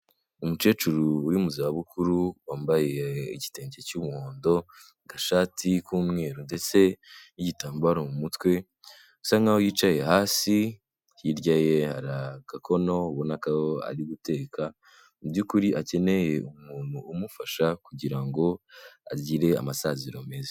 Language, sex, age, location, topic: Kinyarwanda, male, 18-24, Kigali, health